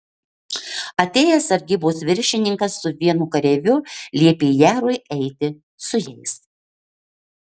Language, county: Lithuanian, Marijampolė